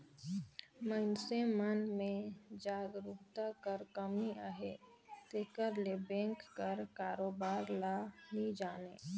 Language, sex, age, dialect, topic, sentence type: Chhattisgarhi, female, 18-24, Northern/Bhandar, banking, statement